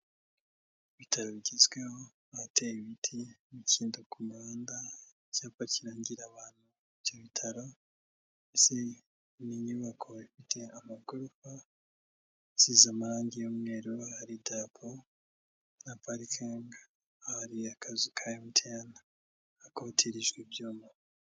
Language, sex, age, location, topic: Kinyarwanda, male, 18-24, Kigali, health